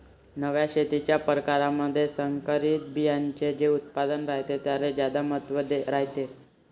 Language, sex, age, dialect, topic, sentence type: Marathi, male, 18-24, Varhadi, agriculture, statement